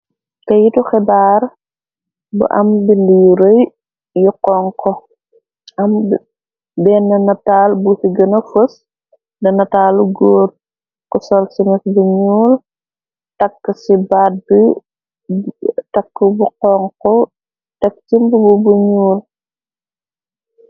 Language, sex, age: Wolof, female, 36-49